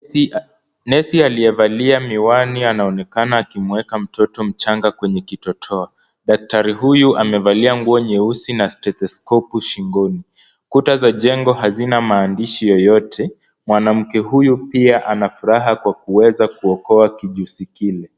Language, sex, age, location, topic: Swahili, male, 18-24, Kisumu, health